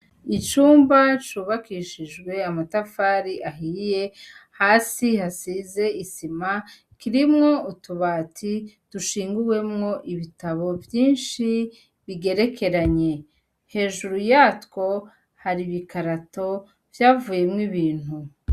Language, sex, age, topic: Rundi, female, 36-49, education